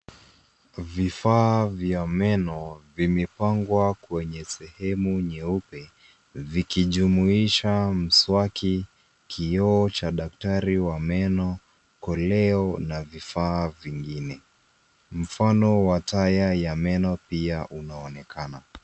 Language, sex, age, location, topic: Swahili, female, 36-49, Nairobi, health